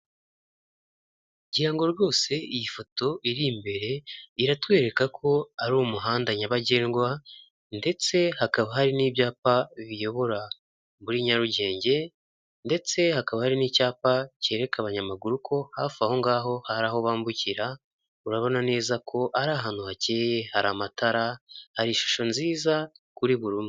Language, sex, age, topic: Kinyarwanda, male, 18-24, government